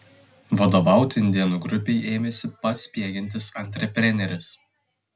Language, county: Lithuanian, Telšiai